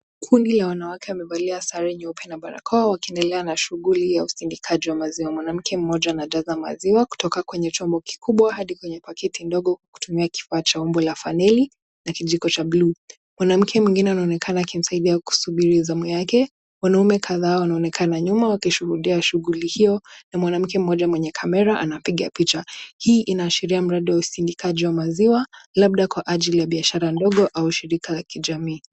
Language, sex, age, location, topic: Swahili, female, 18-24, Nakuru, agriculture